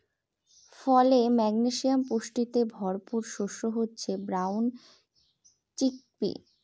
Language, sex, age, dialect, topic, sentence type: Bengali, female, 18-24, Northern/Varendri, agriculture, statement